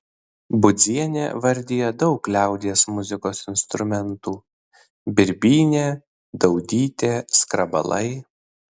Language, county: Lithuanian, Vilnius